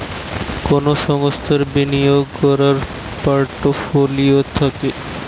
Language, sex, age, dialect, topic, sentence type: Bengali, male, 18-24, Western, banking, statement